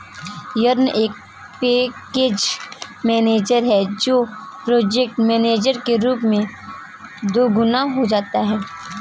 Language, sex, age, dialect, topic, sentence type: Hindi, female, 18-24, Kanauji Braj Bhasha, agriculture, statement